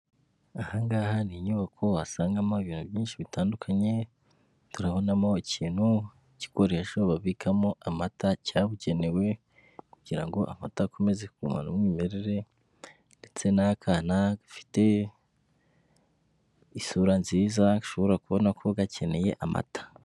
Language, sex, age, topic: Kinyarwanda, female, 18-24, finance